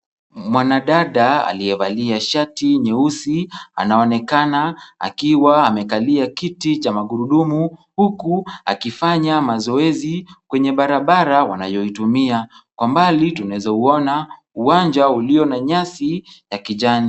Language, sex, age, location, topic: Swahili, male, 18-24, Kisumu, education